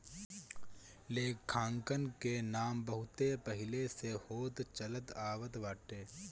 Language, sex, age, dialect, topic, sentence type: Bhojpuri, male, 25-30, Northern, banking, statement